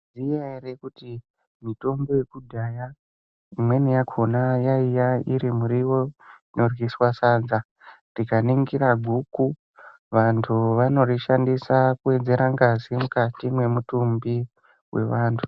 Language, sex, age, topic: Ndau, male, 18-24, health